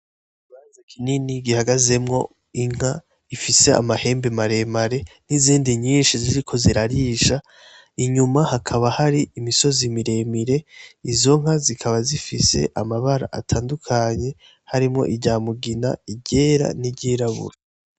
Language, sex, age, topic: Rundi, male, 18-24, agriculture